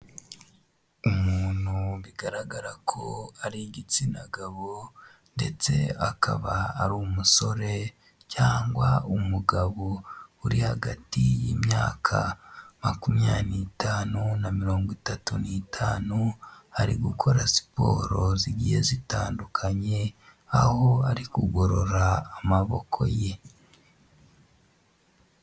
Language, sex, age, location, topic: Kinyarwanda, female, 18-24, Huye, health